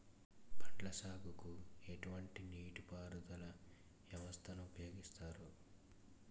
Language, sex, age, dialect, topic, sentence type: Telugu, male, 18-24, Utterandhra, agriculture, question